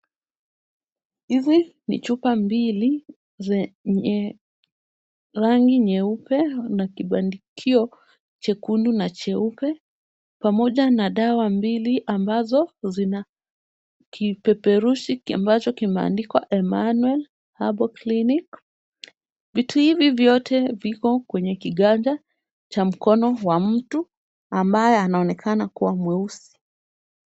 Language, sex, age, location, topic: Swahili, female, 18-24, Kisumu, health